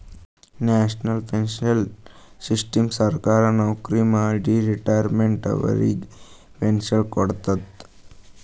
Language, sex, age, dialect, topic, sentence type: Kannada, male, 18-24, Northeastern, banking, statement